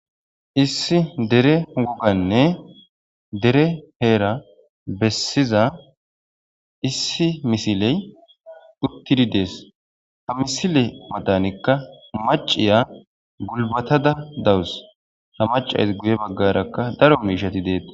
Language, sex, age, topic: Gamo, male, 18-24, government